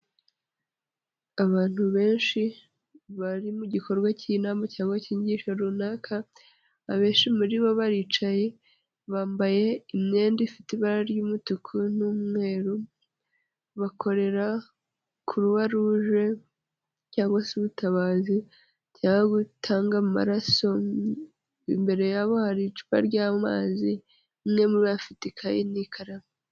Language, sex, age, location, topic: Kinyarwanda, female, 25-35, Nyagatare, health